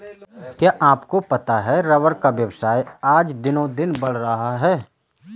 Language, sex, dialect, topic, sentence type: Hindi, male, Kanauji Braj Bhasha, agriculture, statement